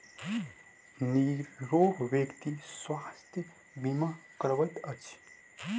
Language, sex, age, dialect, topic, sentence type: Maithili, male, 18-24, Southern/Standard, banking, statement